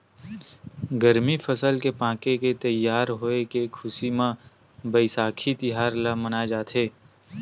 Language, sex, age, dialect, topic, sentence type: Chhattisgarhi, male, 18-24, Western/Budati/Khatahi, agriculture, statement